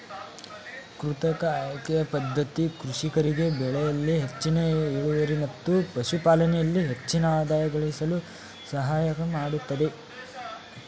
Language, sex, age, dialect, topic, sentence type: Kannada, male, 18-24, Mysore Kannada, agriculture, statement